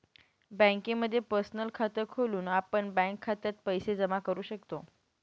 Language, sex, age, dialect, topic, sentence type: Marathi, male, 18-24, Northern Konkan, banking, statement